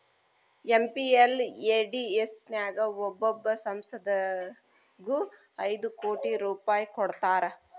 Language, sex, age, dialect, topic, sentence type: Kannada, female, 36-40, Dharwad Kannada, banking, statement